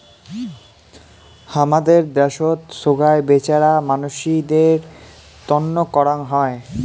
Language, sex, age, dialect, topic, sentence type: Bengali, male, 18-24, Rajbangshi, banking, statement